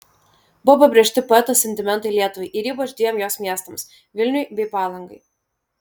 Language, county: Lithuanian, Vilnius